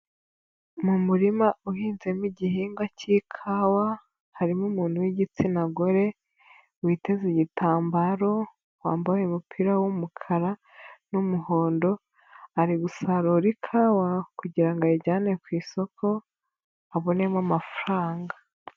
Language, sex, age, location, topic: Kinyarwanda, female, 25-35, Nyagatare, agriculture